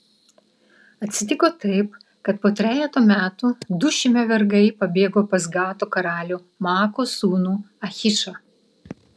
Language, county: Lithuanian, Vilnius